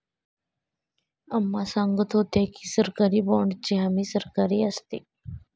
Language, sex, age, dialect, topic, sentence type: Marathi, female, 25-30, Standard Marathi, banking, statement